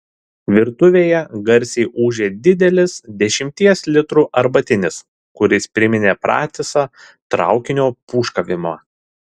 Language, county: Lithuanian, Šiauliai